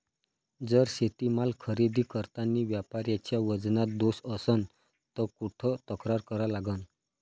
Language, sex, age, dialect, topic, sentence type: Marathi, male, 31-35, Varhadi, agriculture, question